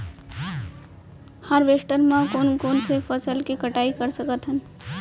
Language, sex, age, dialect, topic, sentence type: Chhattisgarhi, female, 18-24, Central, agriculture, question